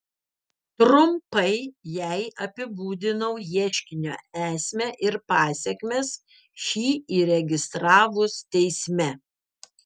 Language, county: Lithuanian, Vilnius